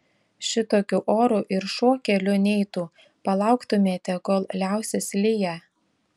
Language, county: Lithuanian, Šiauliai